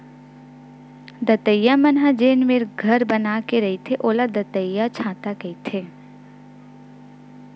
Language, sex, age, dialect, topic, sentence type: Chhattisgarhi, female, 60-100, Western/Budati/Khatahi, agriculture, statement